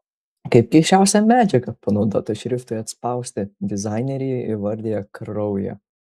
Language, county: Lithuanian, Kaunas